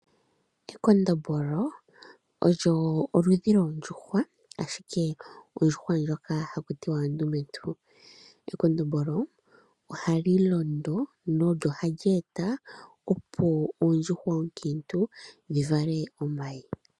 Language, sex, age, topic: Oshiwambo, male, 25-35, agriculture